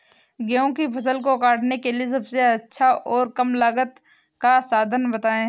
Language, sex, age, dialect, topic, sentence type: Hindi, female, 18-24, Awadhi Bundeli, agriculture, question